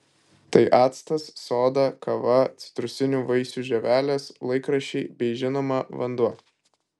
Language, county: Lithuanian, Kaunas